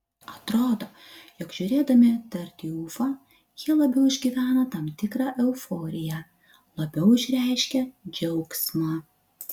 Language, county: Lithuanian, Utena